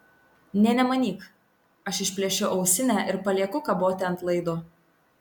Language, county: Lithuanian, Tauragė